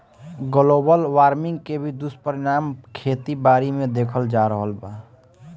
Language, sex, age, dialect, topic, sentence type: Bhojpuri, male, <18, Northern, agriculture, statement